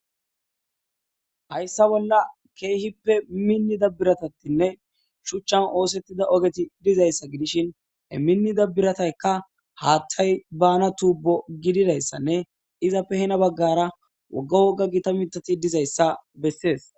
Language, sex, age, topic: Gamo, male, 18-24, government